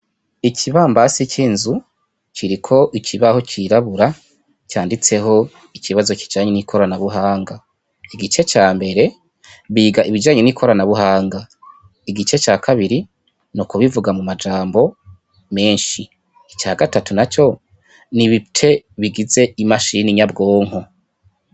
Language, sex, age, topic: Rundi, male, 25-35, education